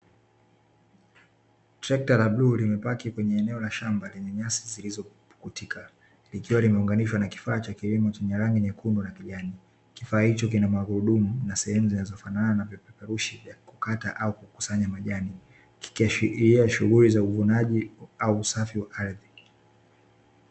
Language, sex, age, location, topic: Swahili, male, 18-24, Dar es Salaam, agriculture